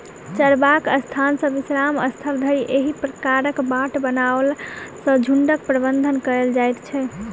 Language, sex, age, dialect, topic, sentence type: Maithili, female, 18-24, Southern/Standard, agriculture, statement